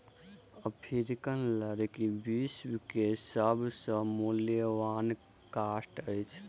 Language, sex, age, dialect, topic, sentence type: Maithili, male, 18-24, Southern/Standard, agriculture, statement